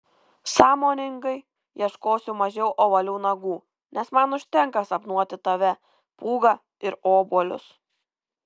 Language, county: Lithuanian, Kaunas